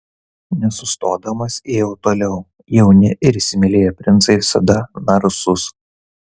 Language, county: Lithuanian, Kaunas